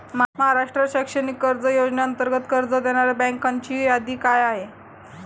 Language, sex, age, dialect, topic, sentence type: Marathi, female, 18-24, Standard Marathi, banking, question